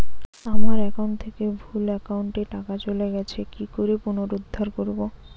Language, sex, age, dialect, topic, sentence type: Bengali, female, 18-24, Rajbangshi, banking, question